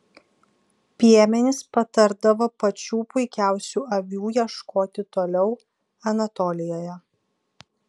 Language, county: Lithuanian, Vilnius